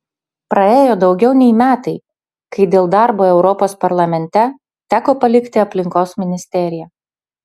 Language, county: Lithuanian, Utena